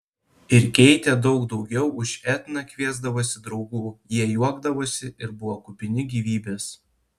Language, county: Lithuanian, Panevėžys